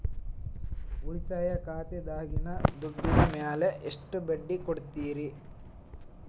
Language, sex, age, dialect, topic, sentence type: Kannada, male, 18-24, Dharwad Kannada, banking, question